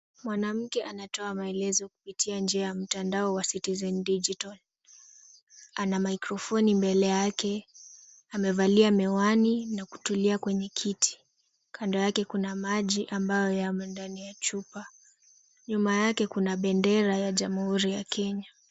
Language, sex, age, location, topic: Swahili, female, 18-24, Kisumu, government